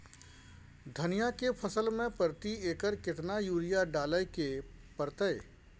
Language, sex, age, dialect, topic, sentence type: Maithili, male, 41-45, Bajjika, agriculture, question